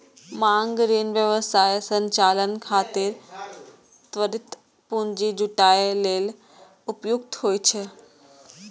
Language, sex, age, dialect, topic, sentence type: Maithili, male, 18-24, Eastern / Thethi, banking, statement